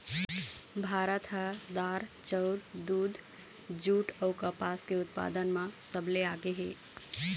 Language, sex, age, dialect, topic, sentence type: Chhattisgarhi, female, 31-35, Eastern, agriculture, statement